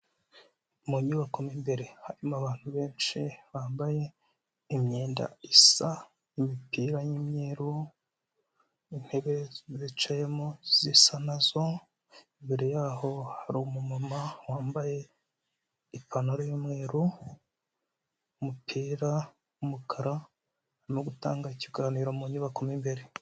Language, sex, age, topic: Kinyarwanda, male, 25-35, health